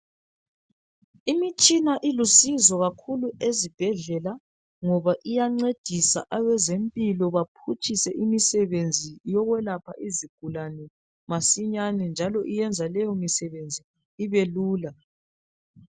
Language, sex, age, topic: North Ndebele, female, 36-49, health